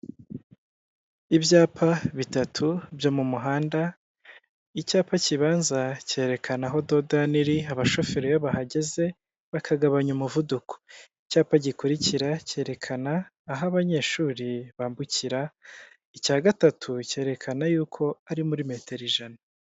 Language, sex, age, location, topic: Kinyarwanda, male, 25-35, Kigali, government